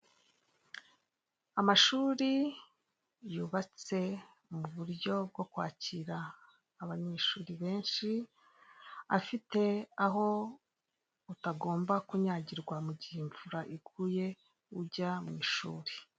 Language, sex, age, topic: Kinyarwanda, female, 36-49, government